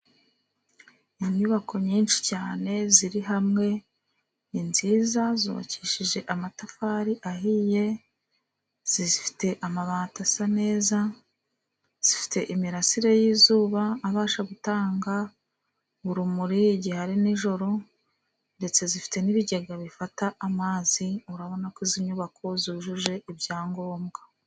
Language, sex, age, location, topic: Kinyarwanda, female, 36-49, Musanze, government